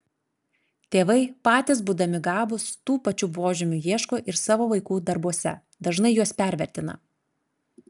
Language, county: Lithuanian, Klaipėda